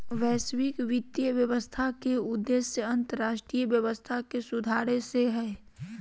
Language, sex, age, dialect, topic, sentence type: Magahi, male, 25-30, Southern, banking, statement